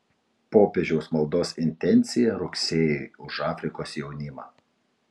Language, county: Lithuanian, Utena